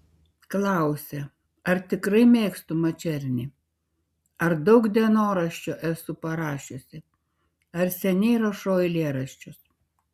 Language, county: Lithuanian, Šiauliai